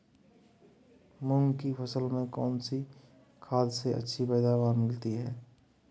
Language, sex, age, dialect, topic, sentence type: Hindi, male, 31-35, Marwari Dhudhari, agriculture, question